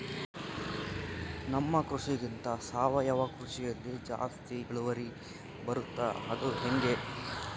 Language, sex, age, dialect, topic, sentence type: Kannada, male, 51-55, Central, agriculture, question